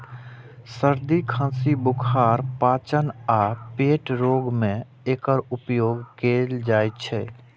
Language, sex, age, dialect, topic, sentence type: Maithili, male, 60-100, Eastern / Thethi, agriculture, statement